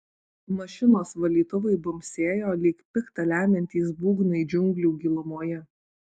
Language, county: Lithuanian, Alytus